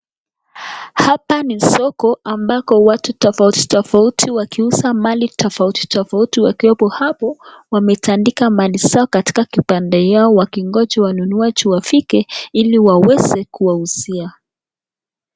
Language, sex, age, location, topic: Swahili, female, 25-35, Nakuru, finance